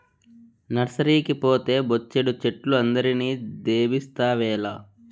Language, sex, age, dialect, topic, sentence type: Telugu, male, 25-30, Southern, agriculture, statement